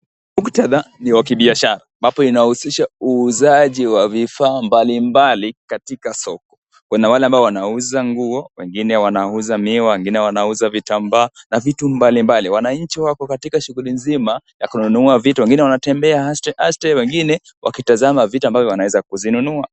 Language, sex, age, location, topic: Swahili, male, 18-24, Kisii, finance